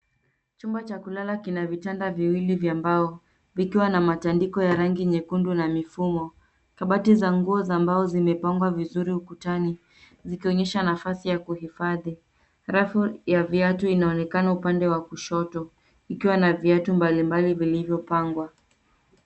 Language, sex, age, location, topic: Swahili, female, 18-24, Nairobi, education